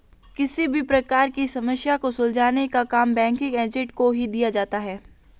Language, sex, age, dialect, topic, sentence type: Hindi, female, 18-24, Marwari Dhudhari, banking, statement